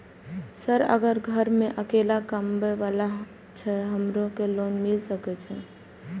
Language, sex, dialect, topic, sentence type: Maithili, female, Eastern / Thethi, banking, question